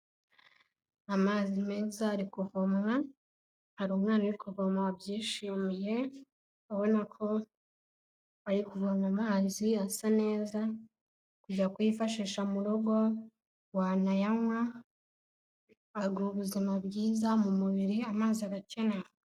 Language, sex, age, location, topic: Kinyarwanda, female, 18-24, Kigali, health